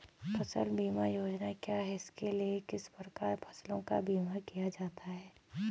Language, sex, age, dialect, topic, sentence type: Hindi, female, 18-24, Garhwali, agriculture, question